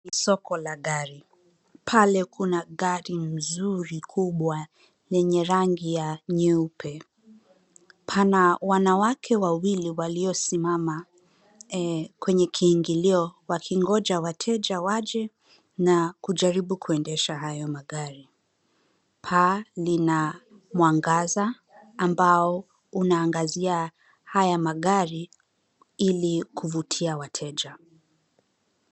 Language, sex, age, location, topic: Swahili, female, 25-35, Nairobi, finance